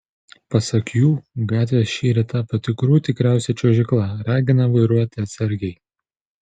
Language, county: Lithuanian, Panevėžys